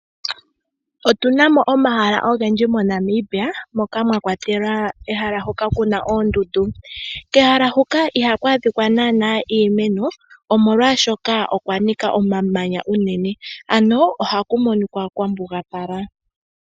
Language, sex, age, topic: Oshiwambo, female, 18-24, agriculture